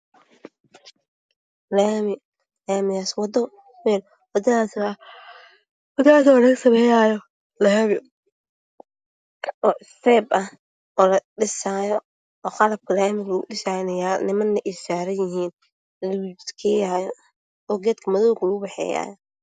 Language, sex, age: Somali, female, 18-24